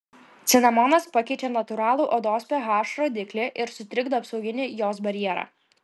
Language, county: Lithuanian, Klaipėda